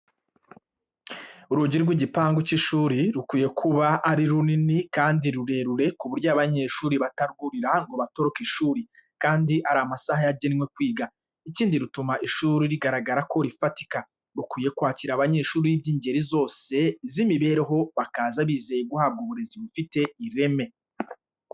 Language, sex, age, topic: Kinyarwanda, male, 25-35, education